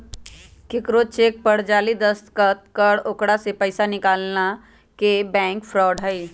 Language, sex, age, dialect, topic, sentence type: Magahi, female, 41-45, Western, banking, statement